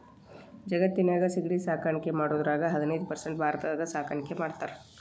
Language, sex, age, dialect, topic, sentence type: Kannada, female, 36-40, Dharwad Kannada, agriculture, statement